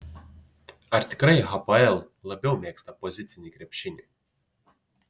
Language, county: Lithuanian, Utena